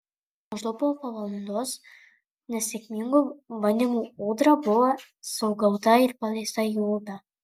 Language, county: Lithuanian, Kaunas